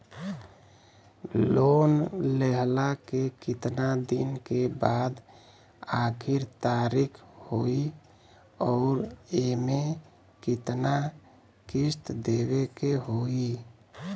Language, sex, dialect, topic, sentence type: Bhojpuri, male, Western, banking, question